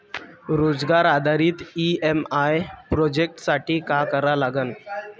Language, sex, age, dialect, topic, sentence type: Marathi, male, 25-30, Varhadi, banking, question